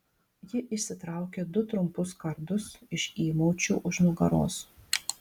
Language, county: Lithuanian, Vilnius